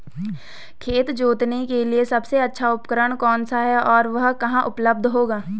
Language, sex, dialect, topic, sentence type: Hindi, female, Garhwali, agriculture, question